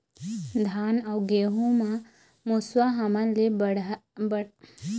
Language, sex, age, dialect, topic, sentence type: Chhattisgarhi, female, 25-30, Eastern, agriculture, question